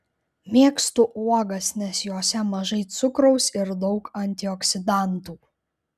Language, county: Lithuanian, Klaipėda